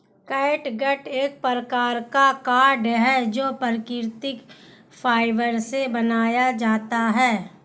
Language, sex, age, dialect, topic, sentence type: Hindi, female, 18-24, Hindustani Malvi Khadi Boli, agriculture, statement